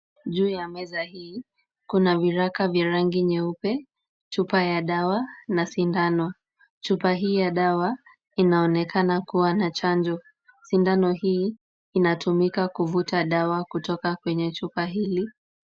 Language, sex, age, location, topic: Swahili, female, 25-35, Kisumu, health